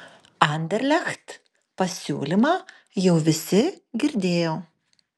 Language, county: Lithuanian, Panevėžys